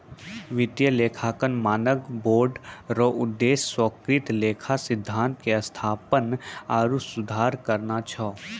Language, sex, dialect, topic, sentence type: Maithili, male, Angika, banking, statement